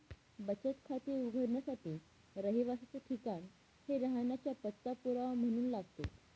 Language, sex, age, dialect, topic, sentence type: Marathi, female, 18-24, Northern Konkan, banking, statement